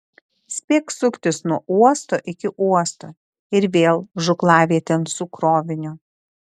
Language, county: Lithuanian, Šiauliai